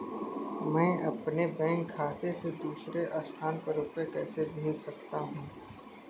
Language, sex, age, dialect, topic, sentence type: Hindi, male, 18-24, Kanauji Braj Bhasha, banking, question